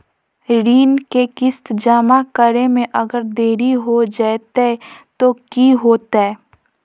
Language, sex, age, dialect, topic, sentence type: Magahi, female, 25-30, Southern, banking, question